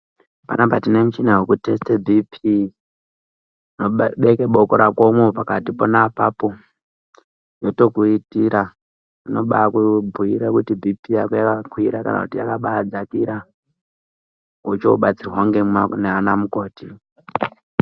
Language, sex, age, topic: Ndau, male, 18-24, health